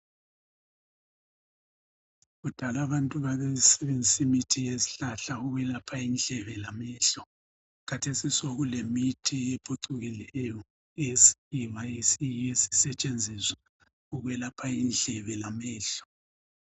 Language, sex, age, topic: North Ndebele, male, 50+, health